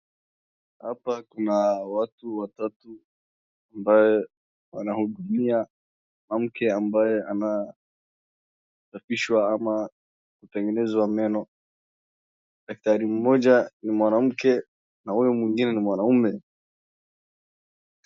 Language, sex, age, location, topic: Swahili, male, 18-24, Wajir, health